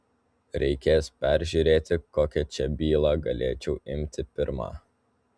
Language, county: Lithuanian, Telšiai